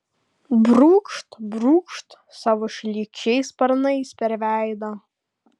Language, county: Lithuanian, Kaunas